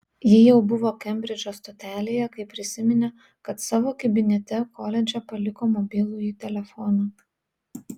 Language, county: Lithuanian, Vilnius